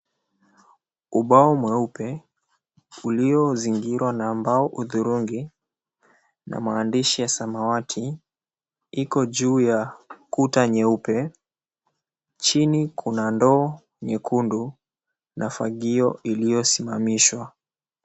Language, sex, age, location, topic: Swahili, male, 18-24, Mombasa, education